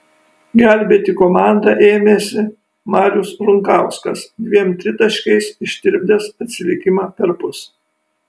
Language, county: Lithuanian, Kaunas